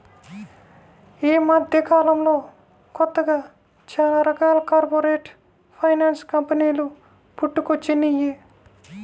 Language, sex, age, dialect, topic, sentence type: Telugu, female, 25-30, Central/Coastal, banking, statement